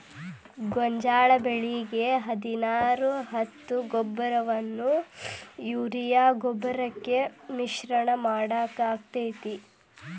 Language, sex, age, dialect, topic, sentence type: Kannada, male, 18-24, Dharwad Kannada, agriculture, question